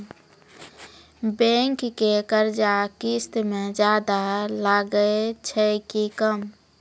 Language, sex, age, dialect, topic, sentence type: Maithili, female, 25-30, Angika, banking, question